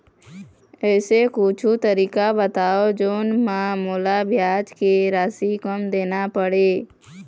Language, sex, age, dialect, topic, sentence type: Chhattisgarhi, female, 18-24, Eastern, banking, question